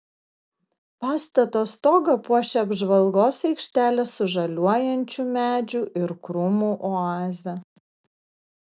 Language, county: Lithuanian, Kaunas